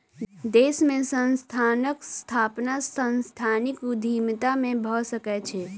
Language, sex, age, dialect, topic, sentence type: Maithili, female, 18-24, Southern/Standard, banking, statement